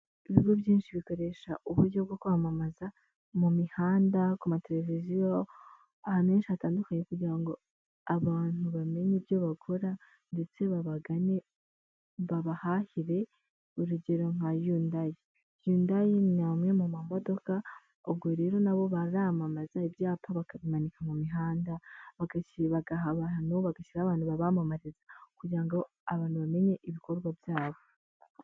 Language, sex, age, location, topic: Kinyarwanda, female, 18-24, Huye, finance